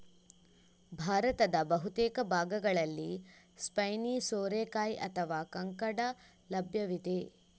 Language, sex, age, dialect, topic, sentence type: Kannada, female, 31-35, Coastal/Dakshin, agriculture, statement